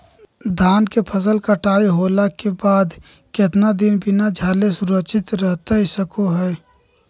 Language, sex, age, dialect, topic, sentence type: Magahi, male, 41-45, Southern, agriculture, question